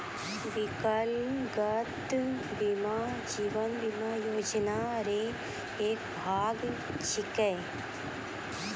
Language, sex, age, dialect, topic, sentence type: Maithili, female, 36-40, Angika, banking, statement